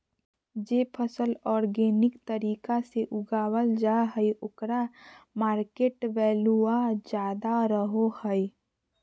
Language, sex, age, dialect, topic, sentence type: Magahi, female, 41-45, Southern, agriculture, statement